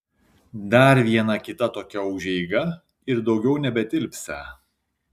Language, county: Lithuanian, Šiauliai